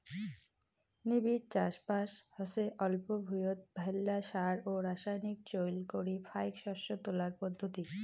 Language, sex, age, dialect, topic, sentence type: Bengali, female, 18-24, Rajbangshi, agriculture, statement